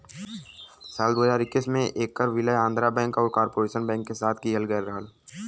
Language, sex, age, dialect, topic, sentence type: Bhojpuri, male, <18, Western, banking, statement